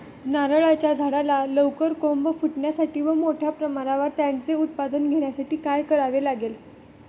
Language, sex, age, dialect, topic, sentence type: Marathi, female, 25-30, Northern Konkan, agriculture, question